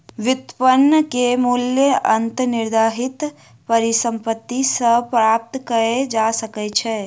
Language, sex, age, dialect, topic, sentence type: Maithili, female, 25-30, Southern/Standard, banking, statement